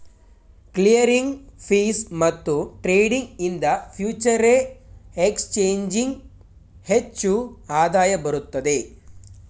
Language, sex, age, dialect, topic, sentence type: Kannada, male, 18-24, Mysore Kannada, banking, statement